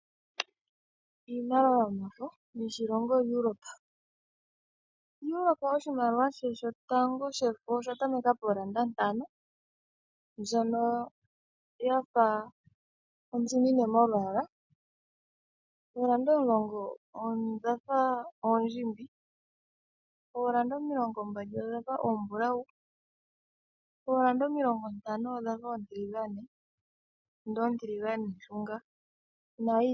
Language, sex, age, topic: Oshiwambo, female, 25-35, finance